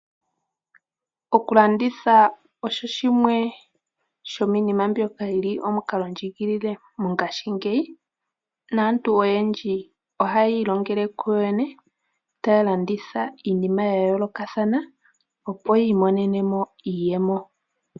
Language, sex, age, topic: Oshiwambo, female, 18-24, finance